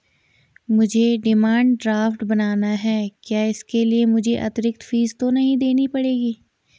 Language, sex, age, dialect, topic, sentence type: Hindi, female, 18-24, Garhwali, banking, question